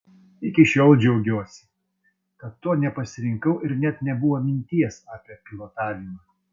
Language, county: Lithuanian, Vilnius